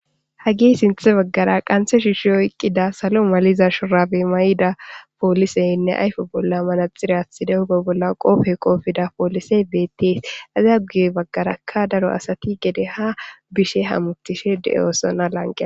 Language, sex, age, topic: Gamo, female, 25-35, government